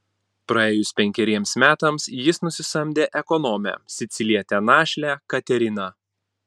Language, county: Lithuanian, Panevėžys